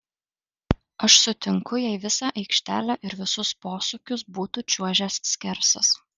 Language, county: Lithuanian, Alytus